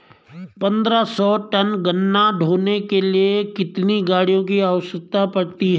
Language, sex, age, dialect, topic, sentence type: Hindi, male, 41-45, Garhwali, agriculture, question